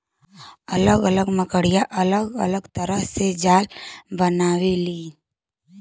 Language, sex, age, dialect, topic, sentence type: Bhojpuri, female, 18-24, Western, agriculture, statement